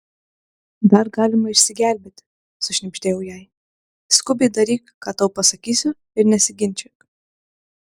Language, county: Lithuanian, Klaipėda